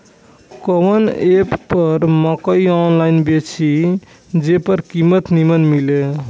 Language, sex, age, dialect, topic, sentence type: Bhojpuri, male, 18-24, Northern, agriculture, question